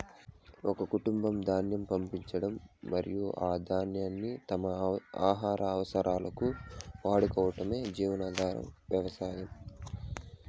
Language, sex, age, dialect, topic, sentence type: Telugu, male, 18-24, Southern, agriculture, statement